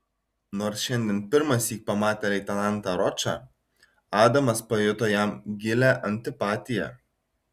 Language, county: Lithuanian, Šiauliai